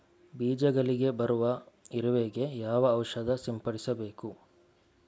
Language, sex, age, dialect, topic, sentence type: Kannada, male, 41-45, Coastal/Dakshin, agriculture, question